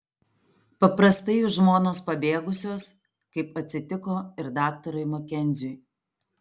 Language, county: Lithuanian, Alytus